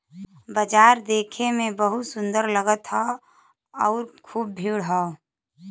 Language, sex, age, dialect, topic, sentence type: Bhojpuri, female, 18-24, Western, agriculture, statement